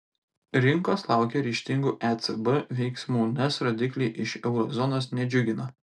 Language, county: Lithuanian, Telšiai